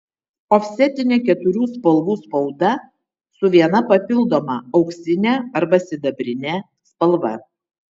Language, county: Lithuanian, Vilnius